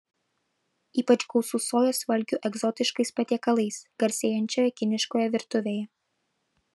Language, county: Lithuanian, Vilnius